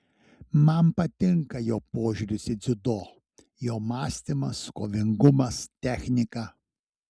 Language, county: Lithuanian, Šiauliai